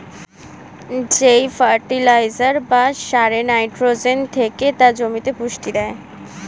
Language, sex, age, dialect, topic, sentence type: Bengali, female, 18-24, Standard Colloquial, agriculture, statement